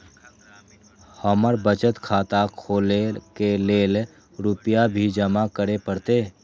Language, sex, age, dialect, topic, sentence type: Maithili, male, 18-24, Eastern / Thethi, banking, question